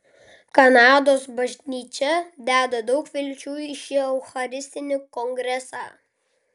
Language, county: Lithuanian, Klaipėda